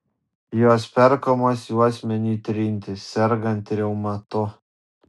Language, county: Lithuanian, Vilnius